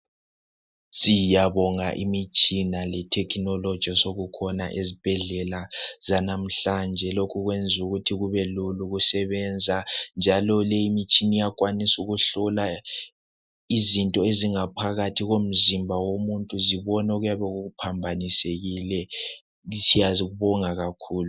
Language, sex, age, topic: North Ndebele, male, 18-24, health